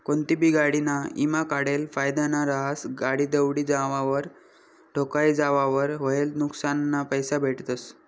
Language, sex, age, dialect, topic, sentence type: Marathi, male, 31-35, Northern Konkan, banking, statement